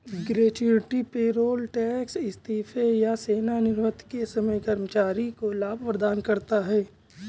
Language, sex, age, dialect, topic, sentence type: Hindi, male, 18-24, Awadhi Bundeli, banking, statement